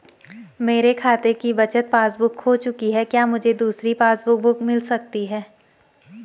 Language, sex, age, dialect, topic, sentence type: Hindi, female, 18-24, Garhwali, banking, question